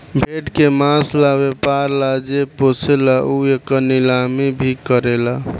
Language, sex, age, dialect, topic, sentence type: Bhojpuri, male, 18-24, Southern / Standard, agriculture, statement